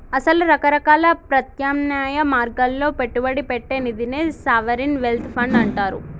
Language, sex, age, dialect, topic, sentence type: Telugu, male, 56-60, Telangana, banking, statement